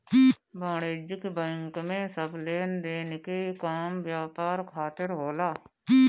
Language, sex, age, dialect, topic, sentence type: Bhojpuri, female, 18-24, Northern, banking, statement